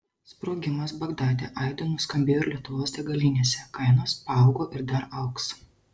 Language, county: Lithuanian, Šiauliai